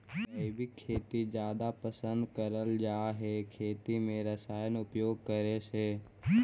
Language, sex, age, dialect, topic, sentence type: Magahi, male, 18-24, Central/Standard, agriculture, statement